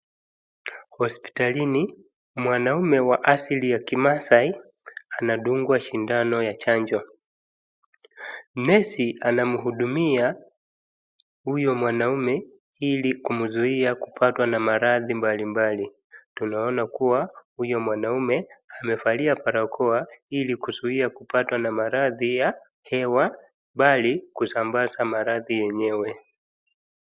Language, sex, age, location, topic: Swahili, male, 25-35, Wajir, health